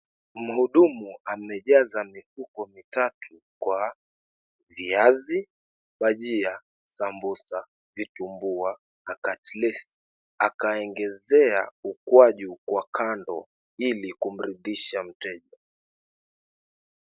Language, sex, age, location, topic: Swahili, male, 25-35, Mombasa, agriculture